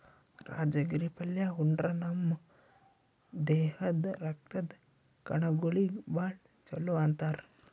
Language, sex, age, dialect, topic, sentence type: Kannada, male, 18-24, Northeastern, agriculture, statement